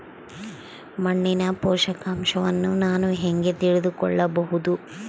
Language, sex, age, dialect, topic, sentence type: Kannada, female, 36-40, Central, agriculture, question